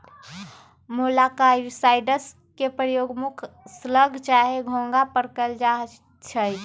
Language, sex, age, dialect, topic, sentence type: Magahi, female, 18-24, Western, agriculture, statement